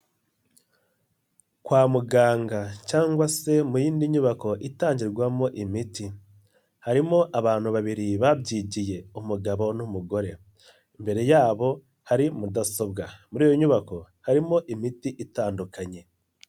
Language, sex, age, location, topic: Kinyarwanda, male, 25-35, Nyagatare, health